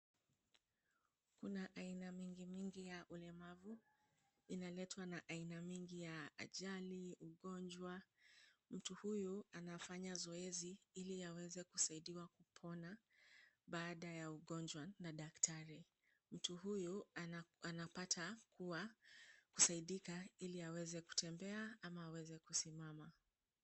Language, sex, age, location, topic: Swahili, female, 25-35, Kisumu, health